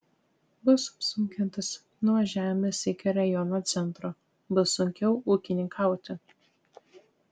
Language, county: Lithuanian, Tauragė